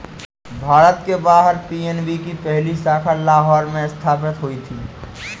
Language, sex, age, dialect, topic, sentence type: Hindi, female, 18-24, Awadhi Bundeli, banking, statement